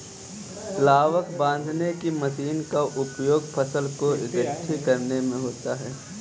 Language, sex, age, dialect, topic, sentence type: Hindi, male, 18-24, Kanauji Braj Bhasha, agriculture, statement